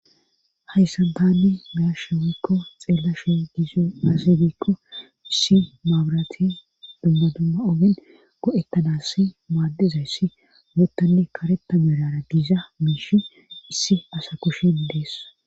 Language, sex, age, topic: Gamo, female, 18-24, government